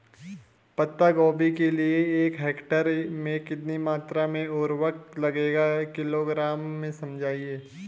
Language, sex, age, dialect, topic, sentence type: Hindi, male, 25-30, Garhwali, agriculture, question